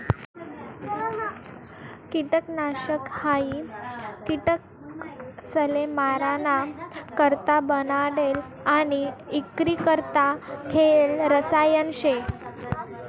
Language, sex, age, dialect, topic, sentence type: Marathi, female, 18-24, Northern Konkan, agriculture, statement